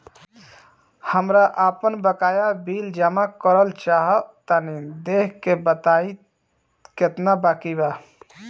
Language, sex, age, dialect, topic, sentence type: Bhojpuri, male, 31-35, Southern / Standard, banking, question